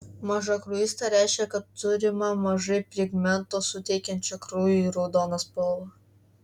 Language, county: Lithuanian, Klaipėda